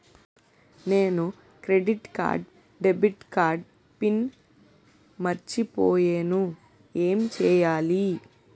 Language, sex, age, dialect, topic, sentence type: Telugu, female, 18-24, Utterandhra, banking, question